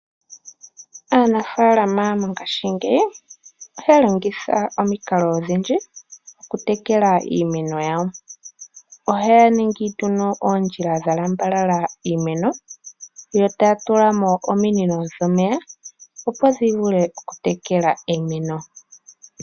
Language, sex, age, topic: Oshiwambo, male, 18-24, agriculture